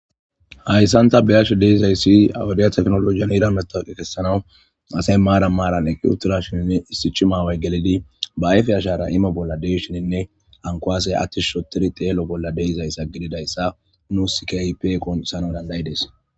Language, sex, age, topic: Gamo, female, 18-24, government